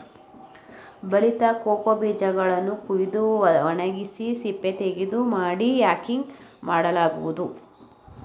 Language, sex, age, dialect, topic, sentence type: Kannada, male, 18-24, Mysore Kannada, agriculture, statement